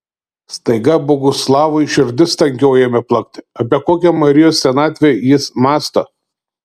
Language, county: Lithuanian, Telšiai